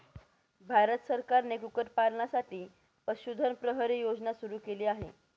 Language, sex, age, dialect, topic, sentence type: Marathi, female, 18-24, Northern Konkan, agriculture, statement